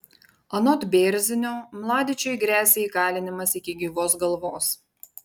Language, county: Lithuanian, Panevėžys